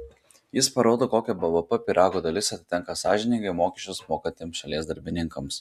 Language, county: Lithuanian, Klaipėda